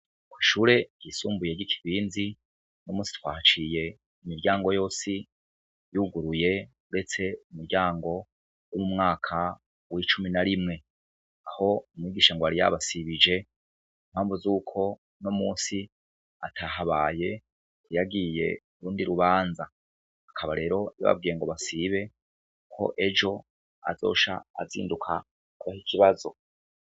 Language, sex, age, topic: Rundi, male, 36-49, education